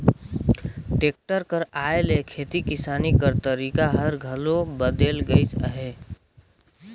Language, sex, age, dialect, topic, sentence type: Chhattisgarhi, male, 25-30, Northern/Bhandar, agriculture, statement